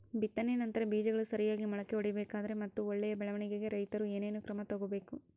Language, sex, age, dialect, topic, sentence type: Kannada, female, 18-24, Central, agriculture, question